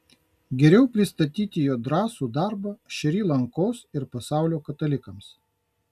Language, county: Lithuanian, Kaunas